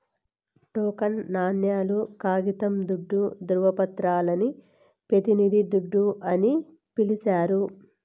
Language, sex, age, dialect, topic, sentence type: Telugu, female, 18-24, Southern, banking, statement